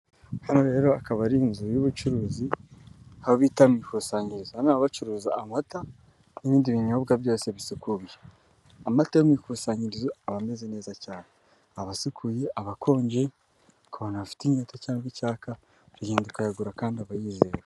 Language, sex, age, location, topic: Kinyarwanda, female, 18-24, Kigali, finance